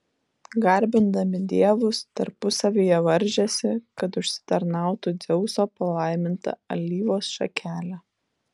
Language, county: Lithuanian, Vilnius